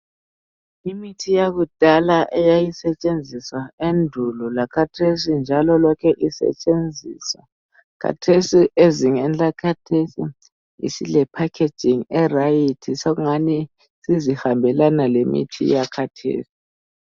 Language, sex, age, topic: North Ndebele, male, 18-24, health